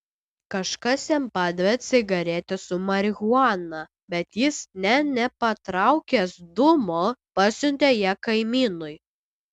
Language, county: Lithuanian, Utena